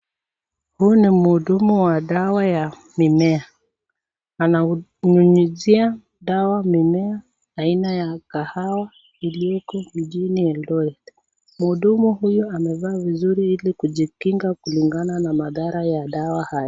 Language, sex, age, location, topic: Swahili, female, 36-49, Nakuru, health